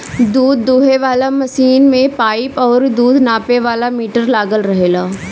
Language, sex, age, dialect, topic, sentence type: Bhojpuri, female, 18-24, Northern, agriculture, statement